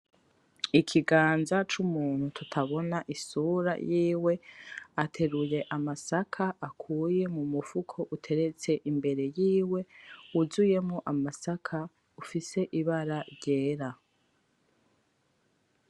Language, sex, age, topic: Rundi, female, 25-35, agriculture